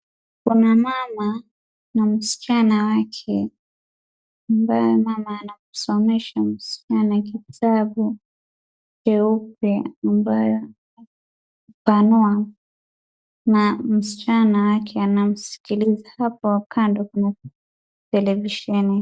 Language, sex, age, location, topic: Swahili, female, 18-24, Wajir, health